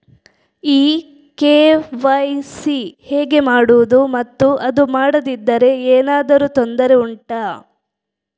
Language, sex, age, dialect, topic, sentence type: Kannada, female, 46-50, Coastal/Dakshin, banking, question